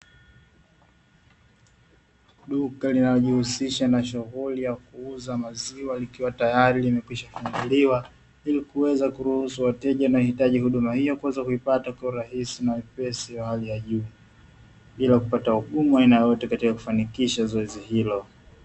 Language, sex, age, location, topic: Swahili, male, 25-35, Dar es Salaam, finance